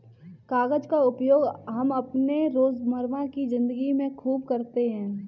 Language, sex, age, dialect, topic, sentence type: Hindi, female, 18-24, Kanauji Braj Bhasha, agriculture, statement